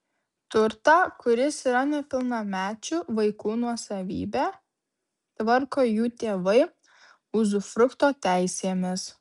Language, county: Lithuanian, Vilnius